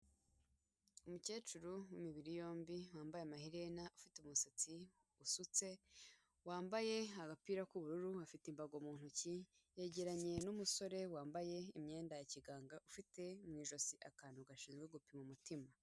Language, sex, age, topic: Kinyarwanda, female, 18-24, health